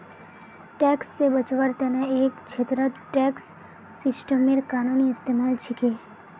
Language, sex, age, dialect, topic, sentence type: Magahi, female, 18-24, Northeastern/Surjapuri, banking, statement